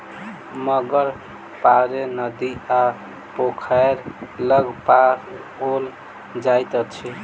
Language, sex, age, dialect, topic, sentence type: Maithili, male, 18-24, Southern/Standard, agriculture, statement